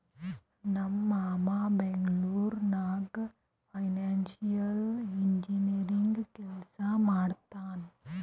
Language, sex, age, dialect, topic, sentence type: Kannada, female, 18-24, Northeastern, banking, statement